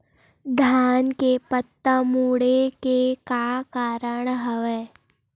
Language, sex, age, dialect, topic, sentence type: Chhattisgarhi, female, 18-24, Western/Budati/Khatahi, agriculture, question